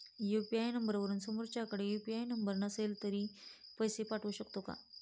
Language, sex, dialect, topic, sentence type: Marathi, female, Standard Marathi, banking, question